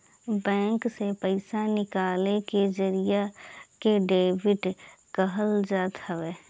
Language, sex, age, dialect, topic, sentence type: Bhojpuri, female, 25-30, Northern, banking, statement